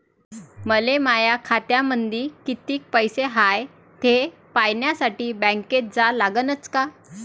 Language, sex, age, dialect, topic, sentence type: Marathi, female, 25-30, Varhadi, banking, question